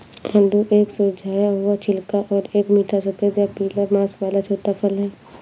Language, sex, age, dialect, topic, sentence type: Hindi, female, 56-60, Awadhi Bundeli, agriculture, statement